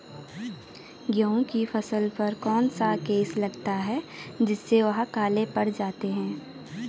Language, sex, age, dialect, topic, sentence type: Hindi, female, 25-30, Garhwali, agriculture, question